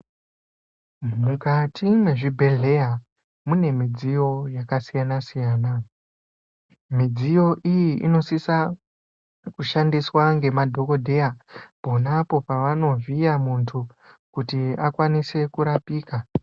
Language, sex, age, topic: Ndau, male, 25-35, health